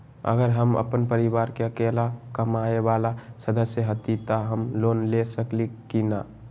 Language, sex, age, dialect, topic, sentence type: Magahi, male, 18-24, Western, banking, question